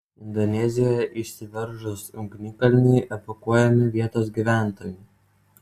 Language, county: Lithuanian, Utena